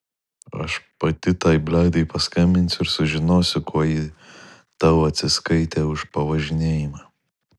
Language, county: Lithuanian, Kaunas